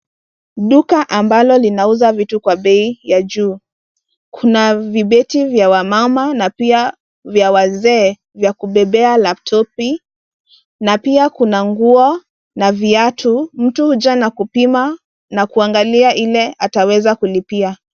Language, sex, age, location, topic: Swahili, female, 25-35, Nairobi, finance